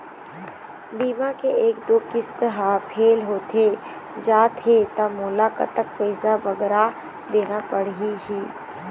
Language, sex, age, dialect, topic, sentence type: Chhattisgarhi, female, 51-55, Eastern, banking, question